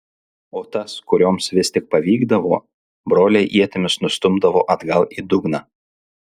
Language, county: Lithuanian, Alytus